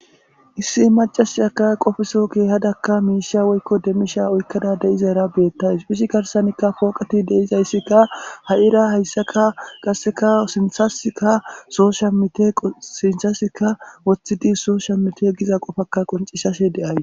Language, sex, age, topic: Gamo, male, 25-35, government